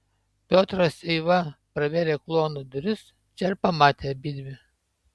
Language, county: Lithuanian, Panevėžys